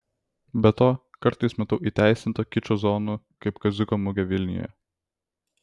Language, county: Lithuanian, Vilnius